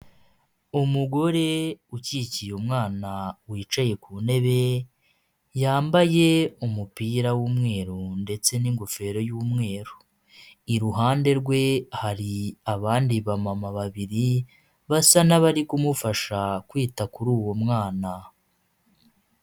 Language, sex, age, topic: Kinyarwanda, male, 25-35, health